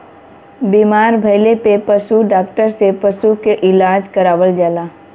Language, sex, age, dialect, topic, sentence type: Bhojpuri, female, 18-24, Western, agriculture, statement